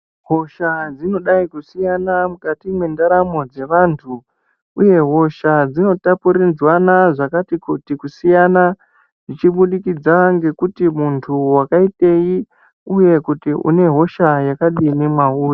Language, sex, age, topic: Ndau, female, 36-49, health